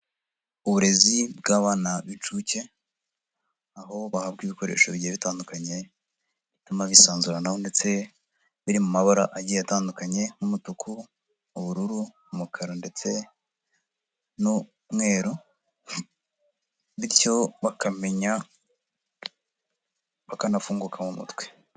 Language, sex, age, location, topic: Kinyarwanda, male, 50+, Nyagatare, education